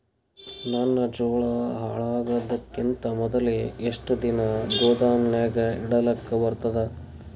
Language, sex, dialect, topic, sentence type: Kannada, male, Northeastern, agriculture, question